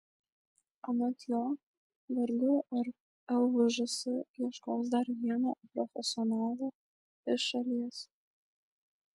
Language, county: Lithuanian, Šiauliai